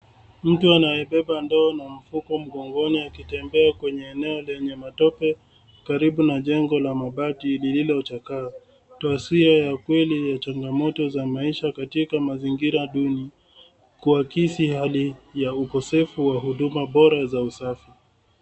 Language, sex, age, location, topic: Swahili, male, 36-49, Nairobi, government